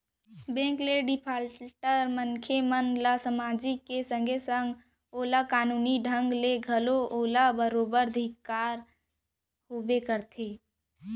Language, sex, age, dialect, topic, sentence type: Chhattisgarhi, female, 46-50, Central, banking, statement